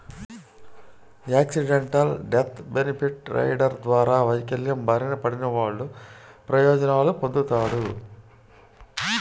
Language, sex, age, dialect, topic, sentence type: Telugu, male, 51-55, Central/Coastal, banking, statement